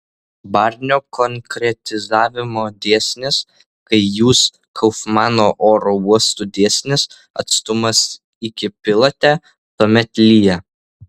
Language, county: Lithuanian, Vilnius